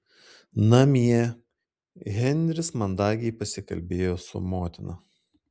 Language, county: Lithuanian, Klaipėda